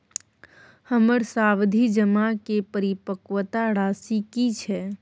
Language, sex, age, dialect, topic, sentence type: Maithili, female, 25-30, Bajjika, banking, question